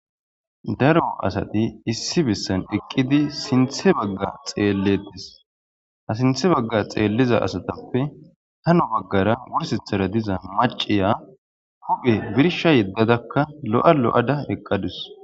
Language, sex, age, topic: Gamo, male, 18-24, government